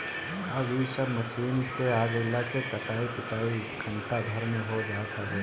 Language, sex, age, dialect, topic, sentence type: Bhojpuri, male, 25-30, Northern, agriculture, statement